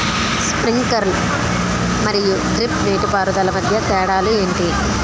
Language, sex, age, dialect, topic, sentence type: Telugu, female, 31-35, Utterandhra, agriculture, question